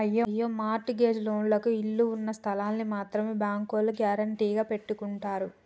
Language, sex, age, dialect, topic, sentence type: Telugu, female, 18-24, Telangana, banking, statement